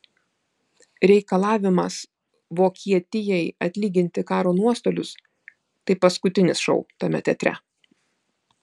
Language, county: Lithuanian, Vilnius